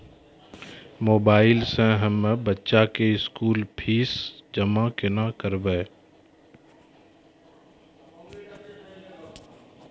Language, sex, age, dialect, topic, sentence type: Maithili, male, 36-40, Angika, banking, question